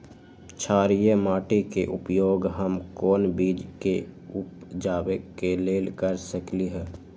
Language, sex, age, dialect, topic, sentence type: Magahi, female, 18-24, Western, agriculture, question